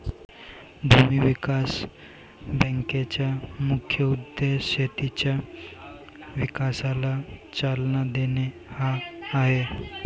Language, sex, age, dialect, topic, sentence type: Marathi, male, 18-24, Varhadi, banking, statement